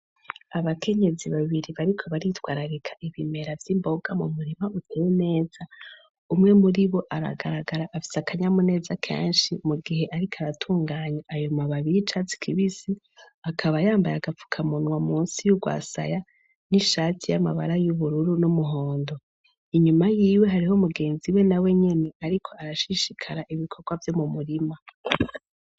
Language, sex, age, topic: Rundi, female, 18-24, agriculture